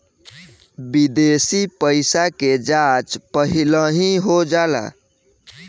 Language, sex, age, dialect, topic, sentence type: Bhojpuri, male, 18-24, Southern / Standard, banking, statement